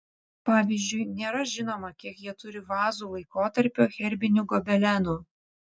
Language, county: Lithuanian, Vilnius